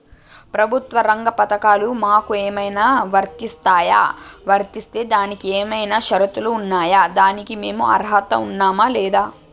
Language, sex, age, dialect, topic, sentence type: Telugu, female, 18-24, Telangana, banking, question